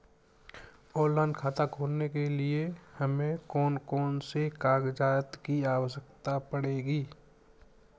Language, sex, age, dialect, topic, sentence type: Hindi, male, 60-100, Kanauji Braj Bhasha, banking, question